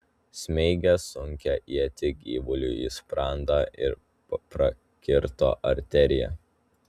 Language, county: Lithuanian, Telšiai